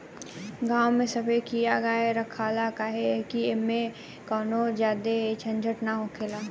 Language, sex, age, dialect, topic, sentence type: Bhojpuri, female, 18-24, Southern / Standard, agriculture, statement